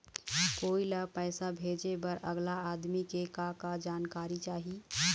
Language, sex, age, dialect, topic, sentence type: Chhattisgarhi, female, 25-30, Eastern, banking, question